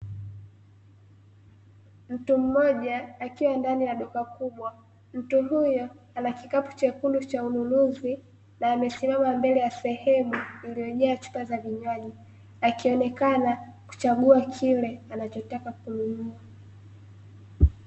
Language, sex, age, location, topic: Swahili, female, 18-24, Dar es Salaam, finance